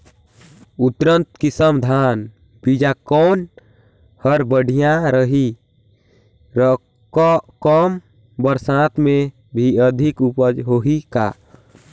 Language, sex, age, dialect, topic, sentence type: Chhattisgarhi, male, 18-24, Northern/Bhandar, agriculture, question